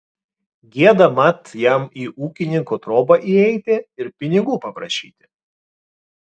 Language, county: Lithuanian, Vilnius